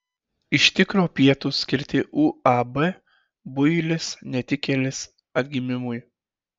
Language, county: Lithuanian, Šiauliai